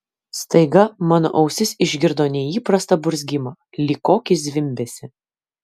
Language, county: Lithuanian, Kaunas